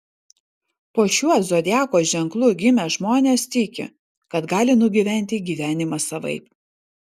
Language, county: Lithuanian, Vilnius